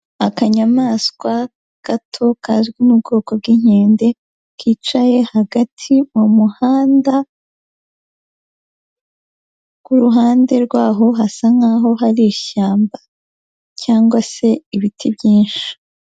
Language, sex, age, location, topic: Kinyarwanda, female, 18-24, Huye, agriculture